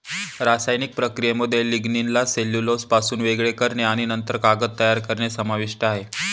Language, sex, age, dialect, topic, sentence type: Marathi, male, 25-30, Northern Konkan, agriculture, statement